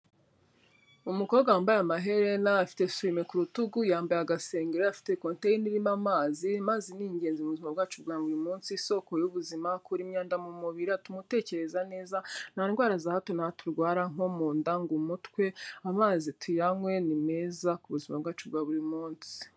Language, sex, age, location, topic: Kinyarwanda, female, 25-35, Kigali, health